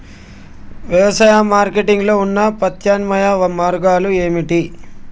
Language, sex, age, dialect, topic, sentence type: Telugu, male, 25-30, Telangana, agriculture, question